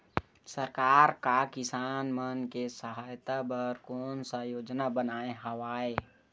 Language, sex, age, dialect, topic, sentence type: Chhattisgarhi, male, 60-100, Western/Budati/Khatahi, agriculture, question